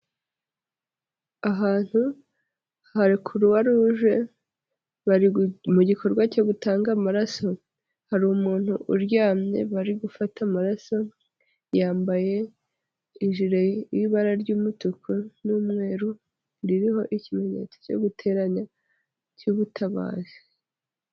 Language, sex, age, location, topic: Kinyarwanda, female, 25-35, Nyagatare, health